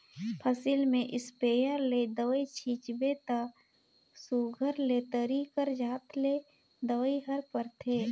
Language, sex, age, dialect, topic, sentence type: Chhattisgarhi, female, 18-24, Northern/Bhandar, agriculture, statement